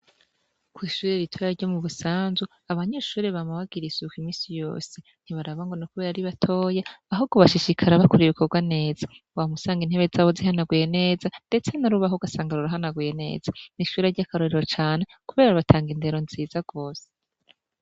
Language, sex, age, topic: Rundi, female, 25-35, education